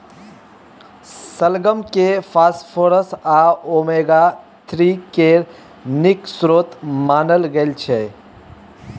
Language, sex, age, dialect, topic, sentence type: Maithili, male, 18-24, Bajjika, agriculture, statement